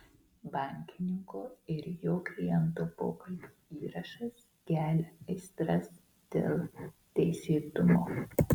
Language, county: Lithuanian, Marijampolė